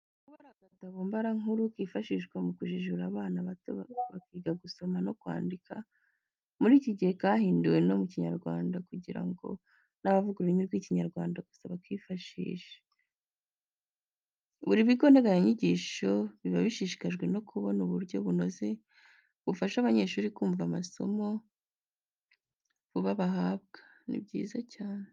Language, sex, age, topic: Kinyarwanda, female, 25-35, education